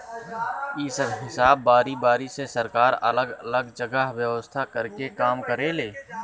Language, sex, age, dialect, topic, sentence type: Bhojpuri, male, 31-35, Southern / Standard, agriculture, statement